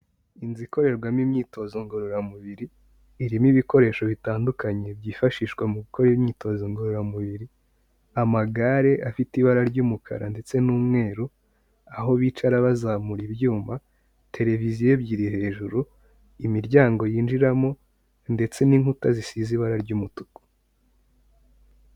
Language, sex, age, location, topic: Kinyarwanda, male, 18-24, Kigali, health